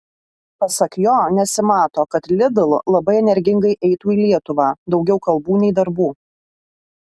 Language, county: Lithuanian, Alytus